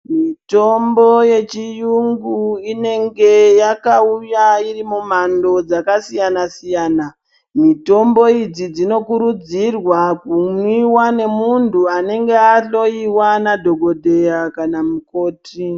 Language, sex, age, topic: Ndau, male, 36-49, health